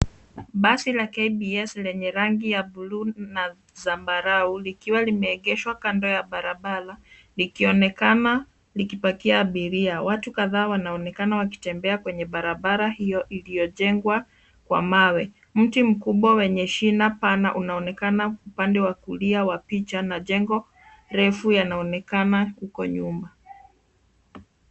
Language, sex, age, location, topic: Swahili, female, 25-35, Nairobi, government